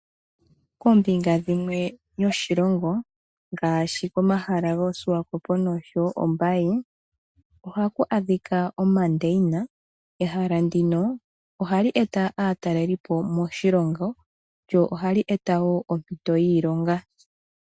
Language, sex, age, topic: Oshiwambo, female, 25-35, agriculture